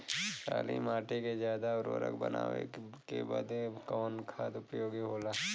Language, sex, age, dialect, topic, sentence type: Bhojpuri, male, 25-30, Western, agriculture, question